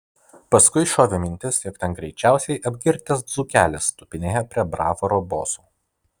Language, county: Lithuanian, Vilnius